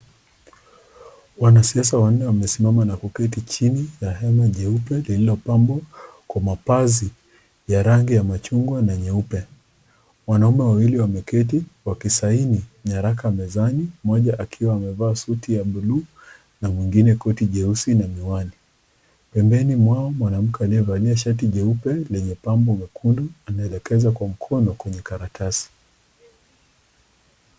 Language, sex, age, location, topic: Swahili, female, 25-35, Nakuru, government